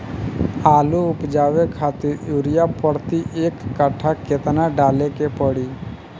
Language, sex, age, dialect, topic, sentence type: Bhojpuri, male, 31-35, Southern / Standard, agriculture, question